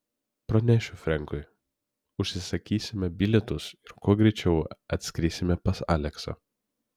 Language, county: Lithuanian, Vilnius